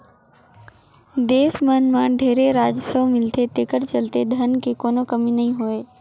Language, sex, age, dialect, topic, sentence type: Chhattisgarhi, female, 56-60, Northern/Bhandar, banking, statement